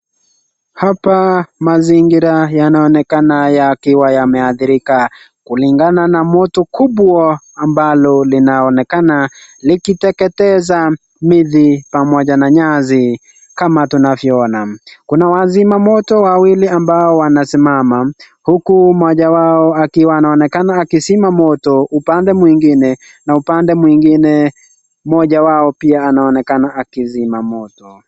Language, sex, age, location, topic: Swahili, male, 18-24, Nakuru, health